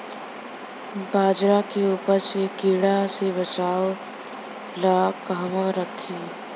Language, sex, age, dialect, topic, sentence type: Bhojpuri, female, 25-30, Southern / Standard, agriculture, question